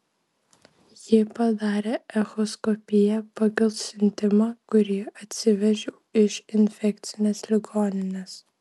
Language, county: Lithuanian, Vilnius